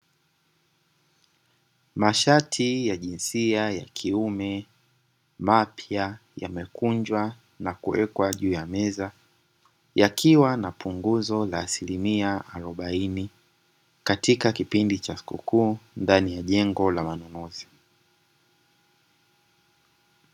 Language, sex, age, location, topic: Swahili, male, 25-35, Dar es Salaam, finance